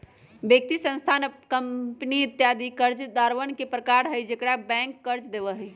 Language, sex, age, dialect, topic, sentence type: Magahi, female, 18-24, Western, banking, statement